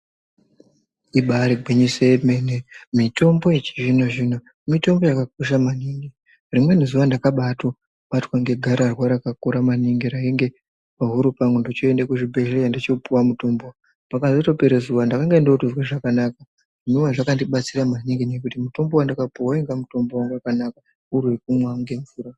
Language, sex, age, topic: Ndau, male, 25-35, health